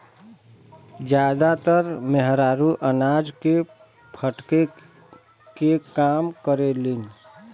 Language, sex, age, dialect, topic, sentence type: Bhojpuri, male, 25-30, Western, agriculture, statement